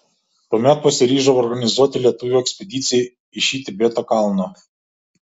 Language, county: Lithuanian, Šiauliai